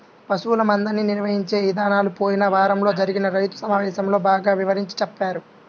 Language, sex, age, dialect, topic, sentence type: Telugu, male, 18-24, Central/Coastal, agriculture, statement